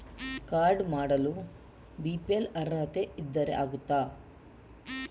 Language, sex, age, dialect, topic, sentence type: Kannada, female, 60-100, Coastal/Dakshin, banking, question